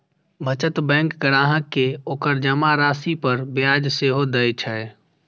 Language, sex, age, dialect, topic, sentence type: Maithili, female, 36-40, Eastern / Thethi, banking, statement